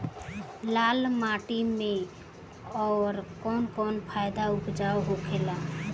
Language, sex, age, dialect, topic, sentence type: Bhojpuri, female, <18, Southern / Standard, agriculture, question